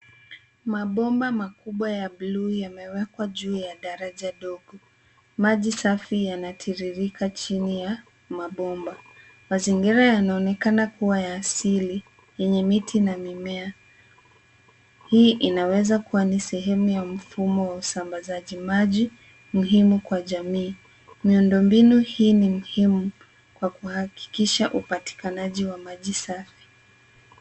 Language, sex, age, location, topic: Swahili, female, 18-24, Nairobi, government